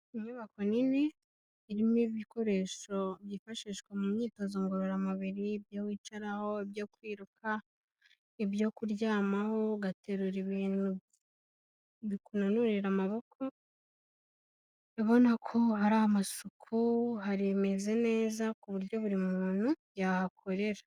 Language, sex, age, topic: Kinyarwanda, female, 18-24, health